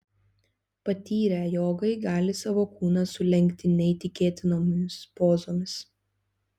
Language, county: Lithuanian, Telšiai